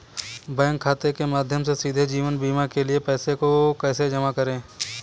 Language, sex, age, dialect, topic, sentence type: Hindi, male, 25-30, Kanauji Braj Bhasha, banking, question